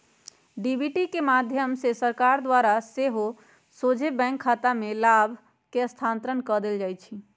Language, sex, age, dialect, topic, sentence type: Magahi, female, 56-60, Western, banking, statement